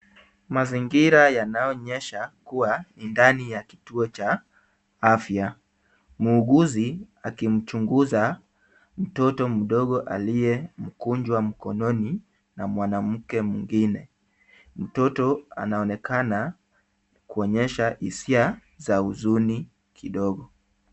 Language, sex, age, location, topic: Swahili, male, 25-35, Kisumu, health